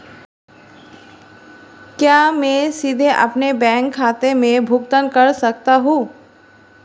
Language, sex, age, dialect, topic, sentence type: Hindi, female, 36-40, Marwari Dhudhari, banking, question